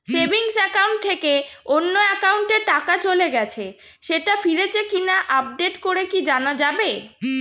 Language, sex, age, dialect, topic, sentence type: Bengali, female, 36-40, Standard Colloquial, banking, question